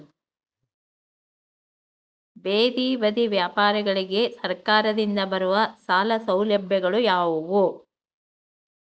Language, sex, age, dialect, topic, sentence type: Kannada, female, 60-100, Central, agriculture, question